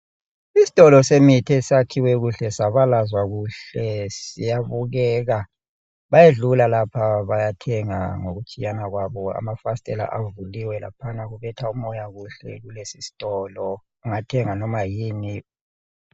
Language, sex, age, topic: North Ndebele, male, 36-49, health